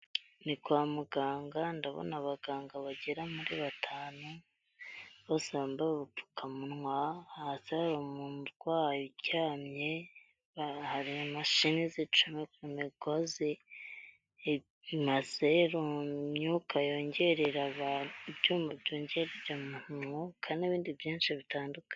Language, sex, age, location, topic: Kinyarwanda, female, 25-35, Huye, health